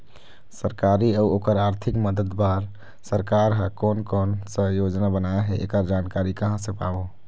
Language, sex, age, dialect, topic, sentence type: Chhattisgarhi, male, 25-30, Eastern, agriculture, question